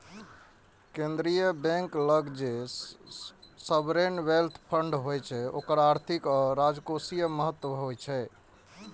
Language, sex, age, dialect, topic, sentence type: Maithili, male, 25-30, Eastern / Thethi, banking, statement